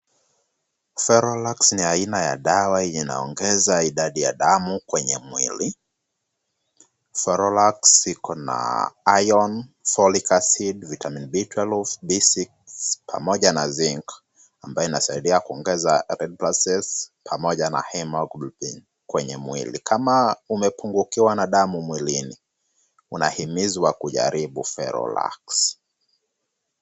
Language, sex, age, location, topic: Swahili, male, 25-35, Kisumu, health